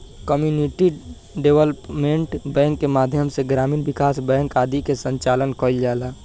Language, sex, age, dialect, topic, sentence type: Bhojpuri, male, 18-24, Southern / Standard, banking, statement